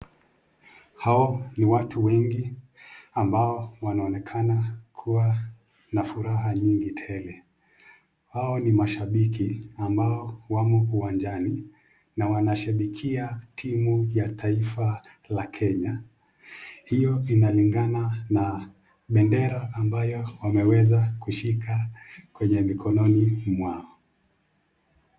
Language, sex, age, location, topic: Swahili, male, 25-35, Nakuru, government